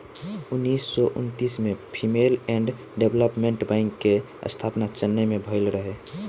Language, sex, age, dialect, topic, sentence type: Bhojpuri, male, 18-24, Southern / Standard, banking, statement